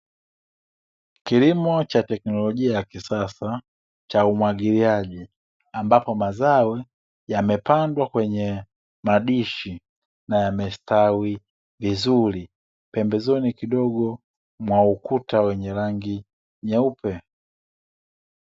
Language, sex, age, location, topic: Swahili, male, 25-35, Dar es Salaam, agriculture